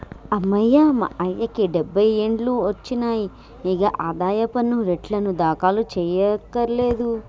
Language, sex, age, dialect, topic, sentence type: Telugu, female, 18-24, Telangana, banking, statement